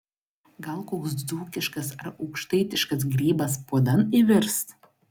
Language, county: Lithuanian, Klaipėda